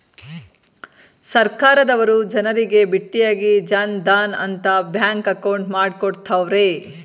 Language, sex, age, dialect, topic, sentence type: Kannada, female, 36-40, Mysore Kannada, banking, statement